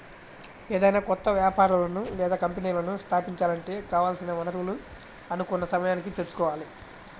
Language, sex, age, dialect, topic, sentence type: Telugu, male, 25-30, Central/Coastal, banking, statement